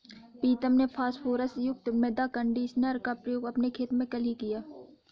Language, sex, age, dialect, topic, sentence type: Hindi, female, 56-60, Awadhi Bundeli, agriculture, statement